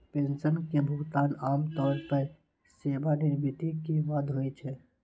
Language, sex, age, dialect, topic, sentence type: Maithili, male, 18-24, Eastern / Thethi, banking, statement